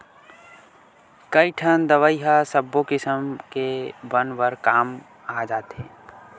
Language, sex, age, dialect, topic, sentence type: Chhattisgarhi, male, 18-24, Western/Budati/Khatahi, agriculture, statement